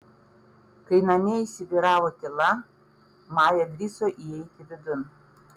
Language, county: Lithuanian, Panevėžys